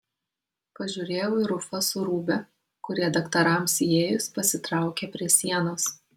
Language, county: Lithuanian, Kaunas